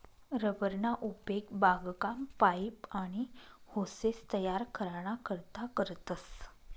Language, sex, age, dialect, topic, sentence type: Marathi, female, 25-30, Northern Konkan, agriculture, statement